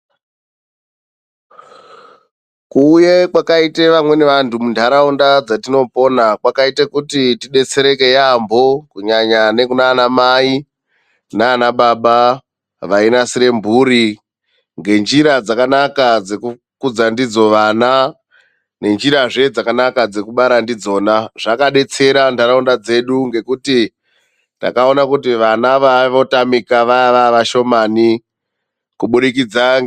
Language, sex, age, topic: Ndau, male, 25-35, health